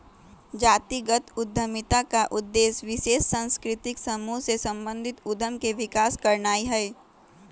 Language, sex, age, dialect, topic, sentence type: Magahi, female, 18-24, Western, banking, statement